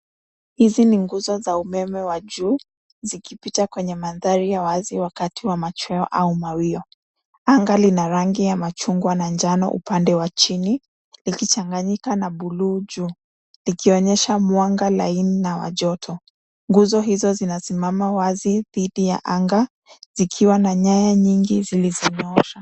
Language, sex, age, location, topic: Swahili, female, 25-35, Nairobi, government